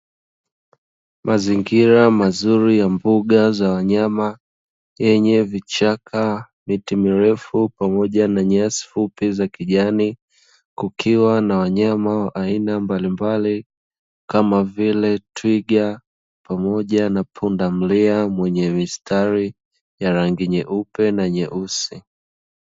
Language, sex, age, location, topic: Swahili, male, 25-35, Dar es Salaam, agriculture